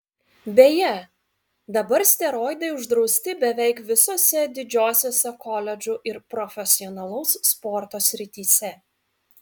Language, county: Lithuanian, Vilnius